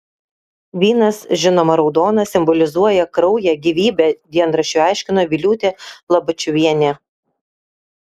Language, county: Lithuanian, Kaunas